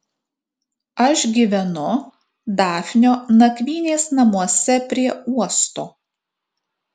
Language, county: Lithuanian, Kaunas